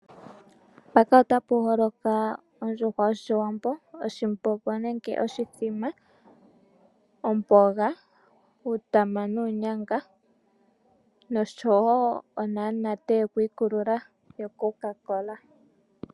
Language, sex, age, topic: Oshiwambo, female, 25-35, agriculture